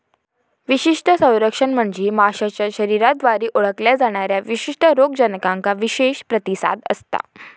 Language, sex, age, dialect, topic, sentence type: Marathi, female, 18-24, Southern Konkan, agriculture, statement